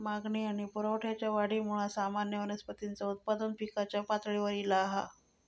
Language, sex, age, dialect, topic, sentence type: Marathi, female, 41-45, Southern Konkan, agriculture, statement